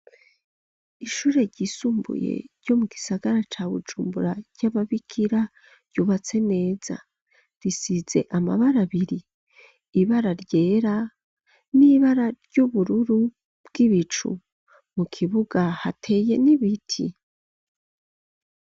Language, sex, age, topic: Rundi, female, 25-35, education